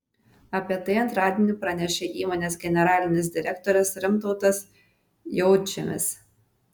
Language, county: Lithuanian, Vilnius